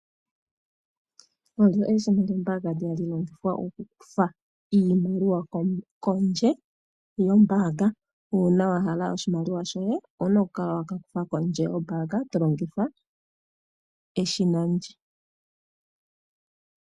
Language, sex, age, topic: Oshiwambo, female, 25-35, finance